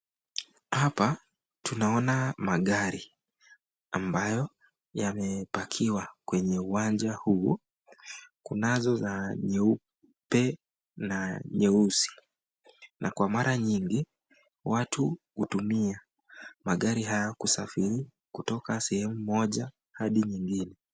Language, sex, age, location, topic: Swahili, male, 25-35, Nakuru, finance